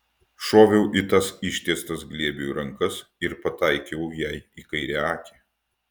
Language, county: Lithuanian, Utena